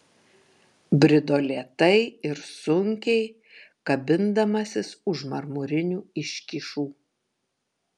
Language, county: Lithuanian, Kaunas